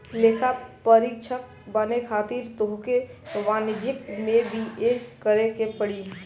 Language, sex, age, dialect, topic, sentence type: Bhojpuri, male, 18-24, Northern, banking, statement